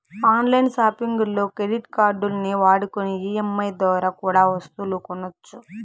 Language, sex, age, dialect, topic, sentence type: Telugu, female, 18-24, Southern, banking, statement